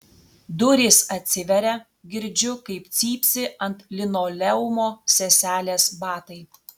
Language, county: Lithuanian, Telšiai